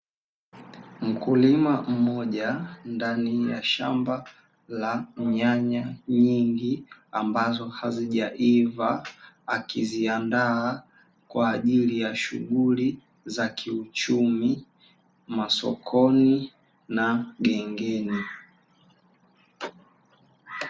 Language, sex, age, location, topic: Swahili, male, 18-24, Dar es Salaam, agriculture